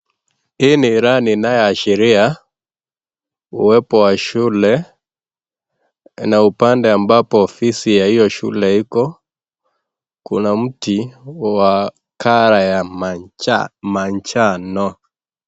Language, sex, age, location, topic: Swahili, male, 18-24, Kisii, education